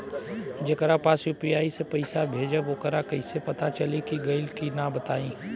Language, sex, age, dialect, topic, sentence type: Bhojpuri, male, 18-24, Southern / Standard, banking, question